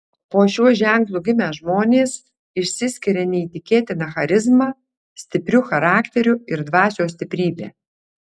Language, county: Lithuanian, Alytus